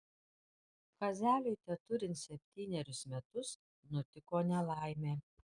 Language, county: Lithuanian, Panevėžys